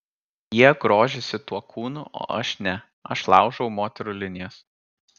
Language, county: Lithuanian, Kaunas